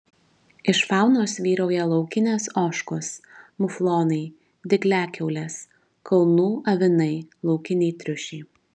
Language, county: Lithuanian, Šiauliai